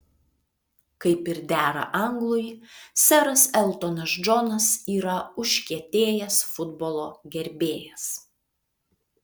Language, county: Lithuanian, Vilnius